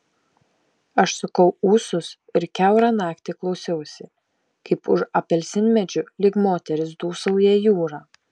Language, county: Lithuanian, Šiauliai